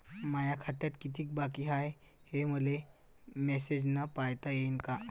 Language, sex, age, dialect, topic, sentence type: Marathi, male, 18-24, Varhadi, banking, question